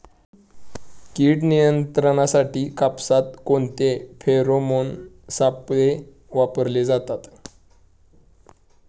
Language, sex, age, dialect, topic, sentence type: Marathi, male, 18-24, Standard Marathi, agriculture, question